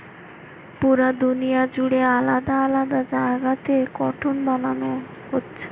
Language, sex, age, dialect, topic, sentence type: Bengali, female, 18-24, Western, agriculture, statement